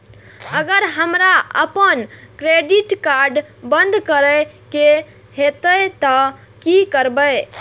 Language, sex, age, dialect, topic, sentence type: Maithili, female, 18-24, Eastern / Thethi, banking, question